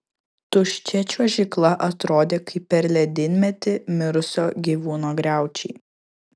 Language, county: Lithuanian, Kaunas